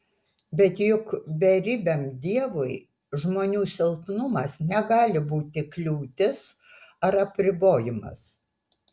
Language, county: Lithuanian, Utena